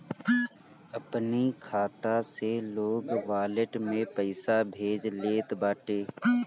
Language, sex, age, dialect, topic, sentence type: Bhojpuri, male, 18-24, Northern, banking, statement